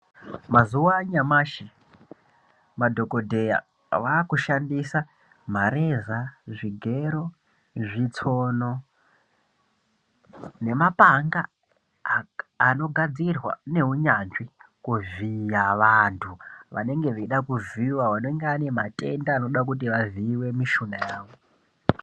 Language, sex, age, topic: Ndau, male, 18-24, health